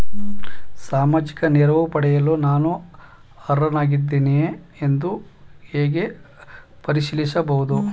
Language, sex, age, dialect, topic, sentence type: Kannada, male, 31-35, Mysore Kannada, banking, question